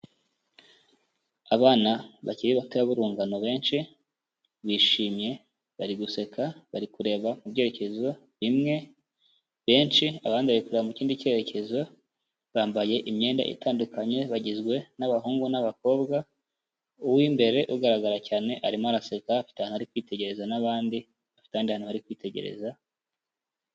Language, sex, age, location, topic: Kinyarwanda, male, 25-35, Kigali, health